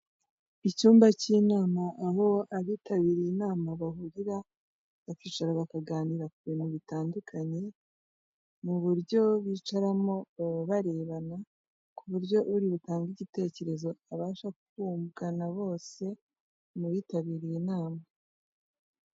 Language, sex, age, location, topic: Kinyarwanda, female, 18-24, Kigali, health